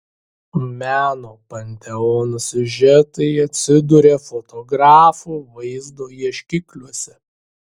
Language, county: Lithuanian, Šiauliai